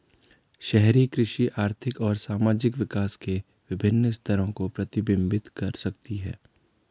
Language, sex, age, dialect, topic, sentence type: Hindi, male, 41-45, Garhwali, agriculture, statement